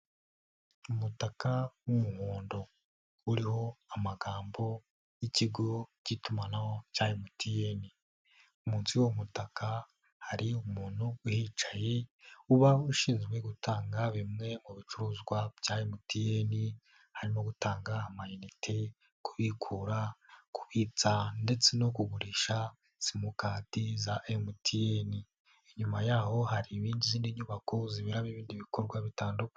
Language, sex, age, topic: Kinyarwanda, male, 18-24, finance